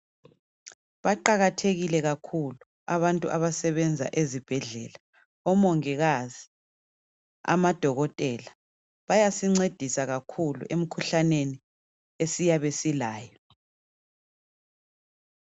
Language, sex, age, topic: North Ndebele, female, 25-35, health